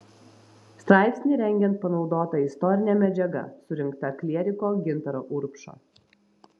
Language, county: Lithuanian, Vilnius